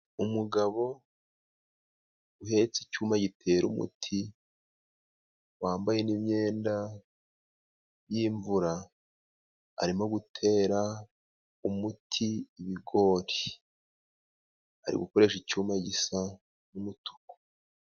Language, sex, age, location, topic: Kinyarwanda, male, 25-35, Musanze, agriculture